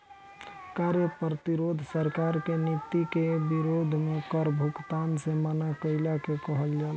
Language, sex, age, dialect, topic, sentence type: Bhojpuri, male, 18-24, Southern / Standard, banking, statement